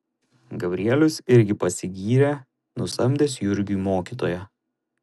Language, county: Lithuanian, Šiauliai